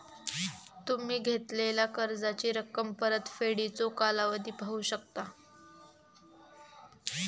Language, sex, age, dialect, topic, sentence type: Marathi, female, 18-24, Southern Konkan, banking, statement